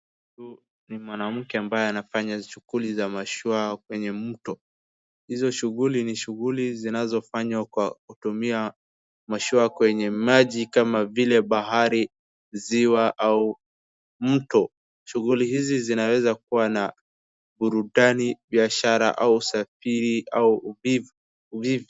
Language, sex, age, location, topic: Swahili, male, 18-24, Wajir, education